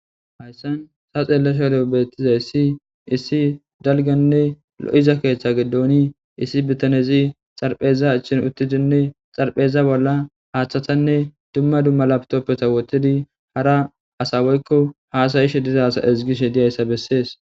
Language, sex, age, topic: Gamo, male, 18-24, government